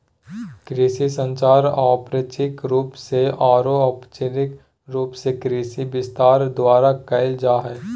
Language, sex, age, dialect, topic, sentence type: Magahi, male, 18-24, Southern, agriculture, statement